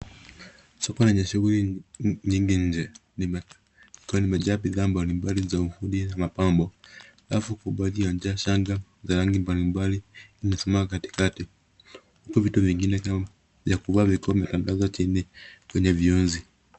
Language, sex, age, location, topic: Swahili, male, 25-35, Nairobi, finance